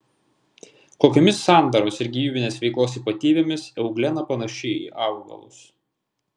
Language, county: Lithuanian, Vilnius